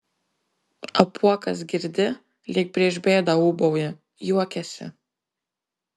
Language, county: Lithuanian, Marijampolė